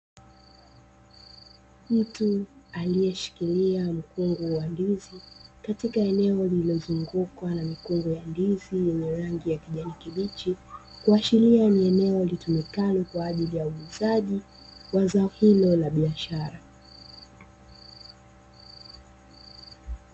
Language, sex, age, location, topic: Swahili, female, 25-35, Dar es Salaam, agriculture